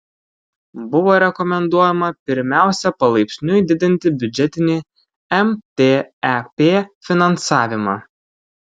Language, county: Lithuanian, Kaunas